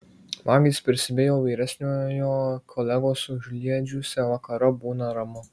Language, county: Lithuanian, Marijampolė